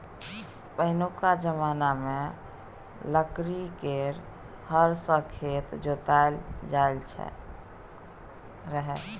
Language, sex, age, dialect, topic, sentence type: Maithili, female, 31-35, Bajjika, agriculture, statement